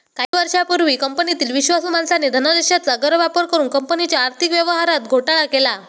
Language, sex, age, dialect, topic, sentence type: Marathi, male, 18-24, Standard Marathi, banking, statement